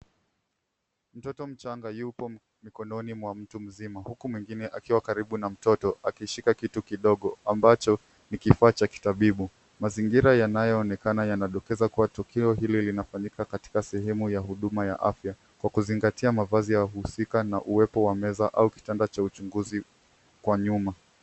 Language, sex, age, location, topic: Swahili, male, 18-24, Nairobi, health